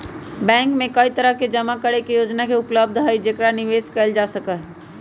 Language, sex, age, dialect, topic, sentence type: Magahi, female, 25-30, Western, banking, statement